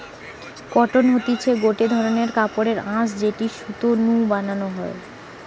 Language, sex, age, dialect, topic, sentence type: Bengali, female, 18-24, Western, agriculture, statement